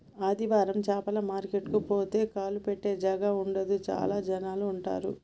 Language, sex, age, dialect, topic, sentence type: Telugu, female, 31-35, Telangana, agriculture, statement